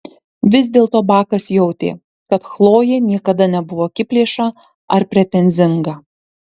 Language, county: Lithuanian, Marijampolė